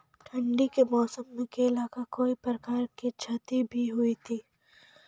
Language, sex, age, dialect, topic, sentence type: Maithili, female, 51-55, Angika, agriculture, question